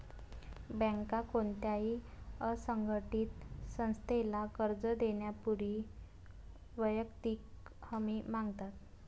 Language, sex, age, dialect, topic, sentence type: Marathi, female, 18-24, Varhadi, banking, statement